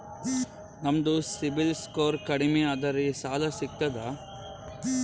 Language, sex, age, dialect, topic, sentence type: Kannada, male, 18-24, Northeastern, banking, question